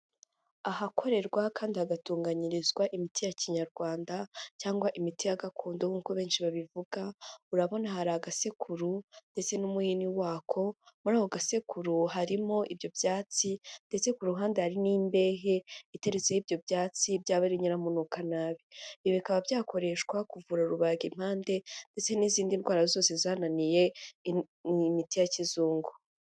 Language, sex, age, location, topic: Kinyarwanda, female, 25-35, Huye, health